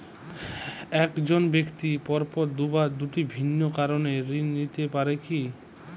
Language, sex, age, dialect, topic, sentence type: Bengali, male, 25-30, Jharkhandi, banking, question